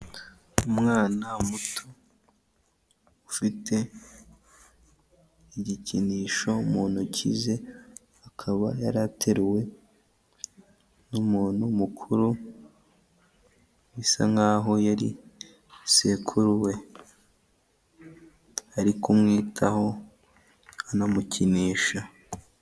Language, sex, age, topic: Kinyarwanda, male, 18-24, health